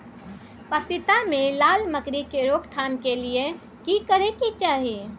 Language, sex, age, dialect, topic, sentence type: Maithili, female, 25-30, Bajjika, agriculture, question